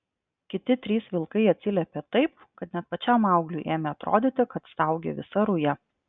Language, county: Lithuanian, Klaipėda